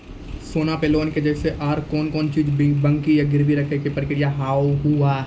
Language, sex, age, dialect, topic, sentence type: Maithili, male, 18-24, Angika, banking, question